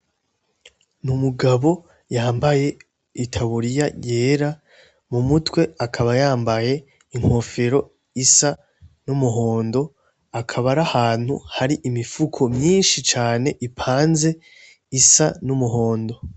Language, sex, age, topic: Rundi, male, 18-24, agriculture